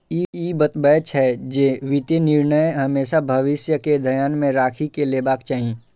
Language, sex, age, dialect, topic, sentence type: Maithili, male, 51-55, Eastern / Thethi, banking, statement